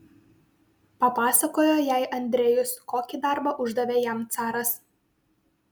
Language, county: Lithuanian, Vilnius